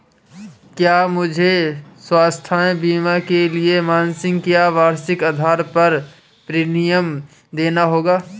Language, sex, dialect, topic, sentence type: Hindi, male, Marwari Dhudhari, banking, question